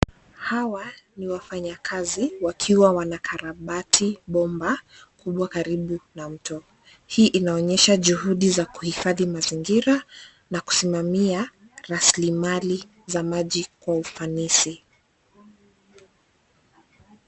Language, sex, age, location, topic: Swahili, female, 25-35, Nairobi, government